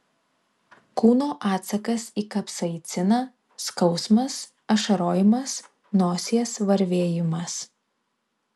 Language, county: Lithuanian, Vilnius